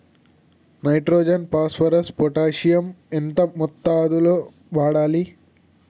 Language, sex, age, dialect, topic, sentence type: Telugu, male, 18-24, Telangana, agriculture, question